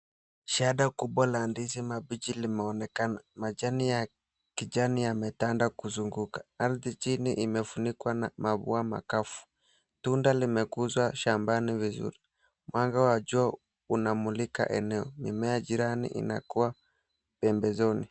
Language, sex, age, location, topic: Swahili, male, 18-24, Mombasa, agriculture